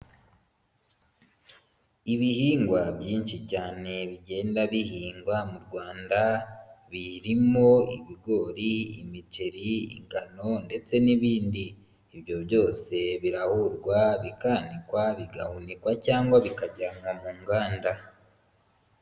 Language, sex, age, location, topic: Kinyarwanda, male, 25-35, Huye, agriculture